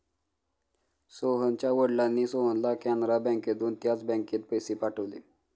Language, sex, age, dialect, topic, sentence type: Marathi, male, 25-30, Standard Marathi, banking, statement